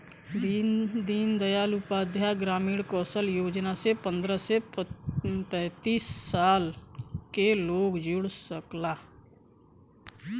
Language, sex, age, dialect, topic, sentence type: Bhojpuri, male, 31-35, Western, banking, statement